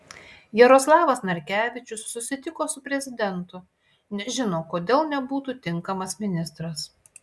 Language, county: Lithuanian, Klaipėda